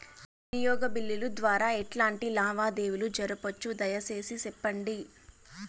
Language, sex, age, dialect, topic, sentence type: Telugu, female, 18-24, Southern, banking, question